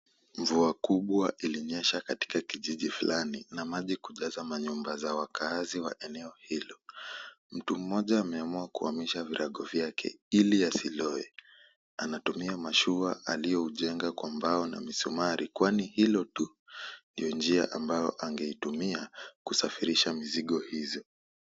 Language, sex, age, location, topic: Swahili, male, 18-24, Kisumu, health